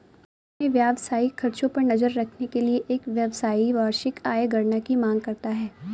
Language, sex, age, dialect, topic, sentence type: Hindi, female, 18-24, Awadhi Bundeli, banking, statement